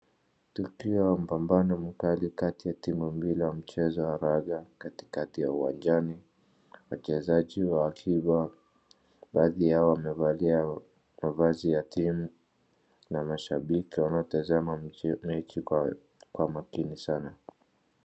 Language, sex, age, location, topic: Swahili, male, 25-35, Wajir, government